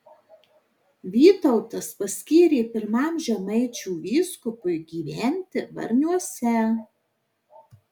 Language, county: Lithuanian, Marijampolė